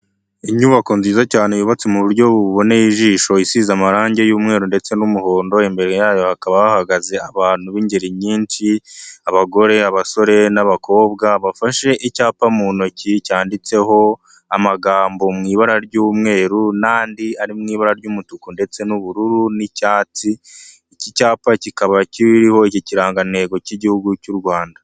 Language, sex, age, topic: Kinyarwanda, male, 25-35, health